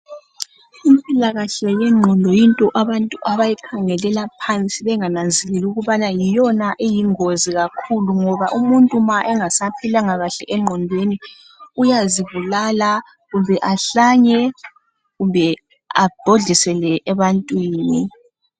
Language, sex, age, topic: North Ndebele, female, 18-24, health